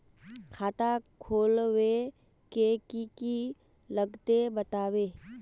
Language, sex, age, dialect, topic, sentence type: Magahi, female, 18-24, Northeastern/Surjapuri, banking, question